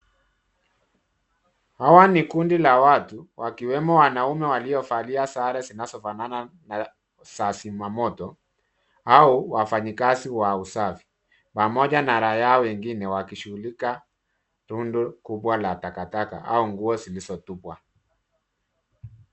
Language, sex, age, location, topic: Swahili, male, 36-49, Nairobi, government